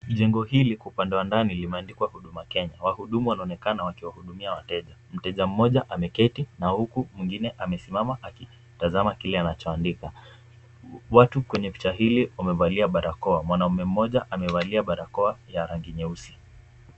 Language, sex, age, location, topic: Swahili, male, 18-24, Kisumu, government